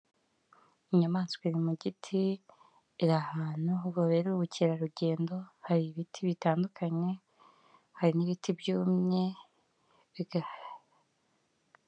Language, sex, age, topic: Kinyarwanda, female, 18-24, government